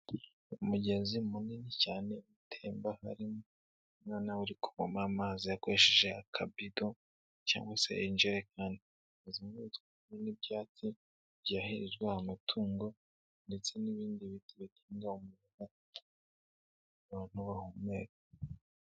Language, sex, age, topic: Kinyarwanda, male, 18-24, health